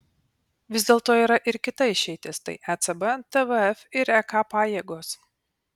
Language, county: Lithuanian, Panevėžys